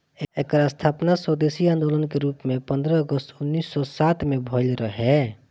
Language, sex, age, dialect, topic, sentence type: Bhojpuri, male, 25-30, Northern, banking, statement